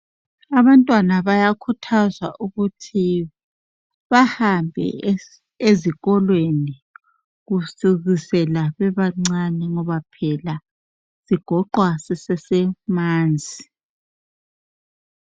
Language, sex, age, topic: North Ndebele, female, 36-49, education